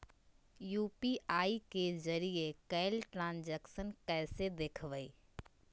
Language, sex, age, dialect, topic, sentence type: Magahi, female, 25-30, Southern, banking, question